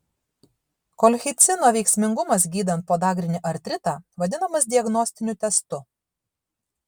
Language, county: Lithuanian, Šiauliai